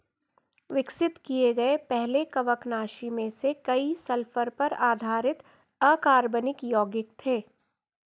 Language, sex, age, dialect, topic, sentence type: Hindi, female, 51-55, Garhwali, agriculture, statement